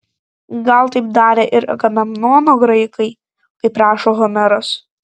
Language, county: Lithuanian, Vilnius